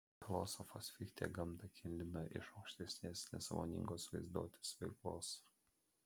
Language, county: Lithuanian, Vilnius